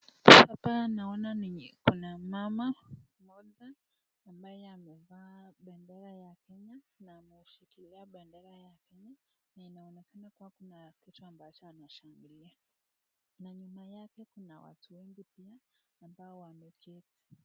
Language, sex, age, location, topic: Swahili, female, 18-24, Nakuru, government